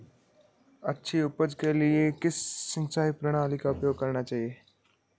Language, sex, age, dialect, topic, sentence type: Hindi, male, 36-40, Marwari Dhudhari, agriculture, question